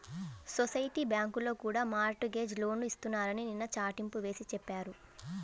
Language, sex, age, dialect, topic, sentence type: Telugu, female, 18-24, Central/Coastal, banking, statement